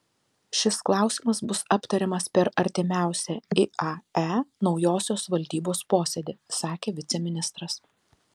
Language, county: Lithuanian, Telšiai